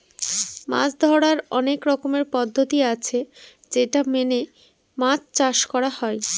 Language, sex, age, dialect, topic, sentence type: Bengali, female, 31-35, Northern/Varendri, agriculture, statement